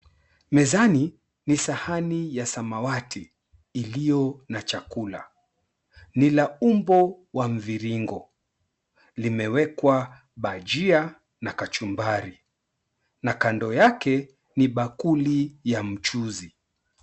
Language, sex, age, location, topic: Swahili, male, 36-49, Mombasa, agriculture